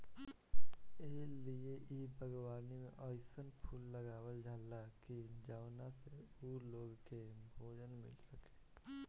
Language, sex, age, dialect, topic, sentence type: Bhojpuri, male, 18-24, Northern, agriculture, statement